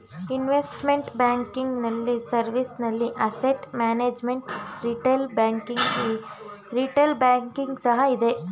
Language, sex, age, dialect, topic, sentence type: Kannada, female, 18-24, Mysore Kannada, banking, statement